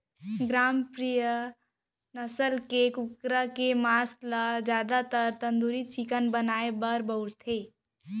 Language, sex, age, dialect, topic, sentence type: Chhattisgarhi, female, 46-50, Central, agriculture, statement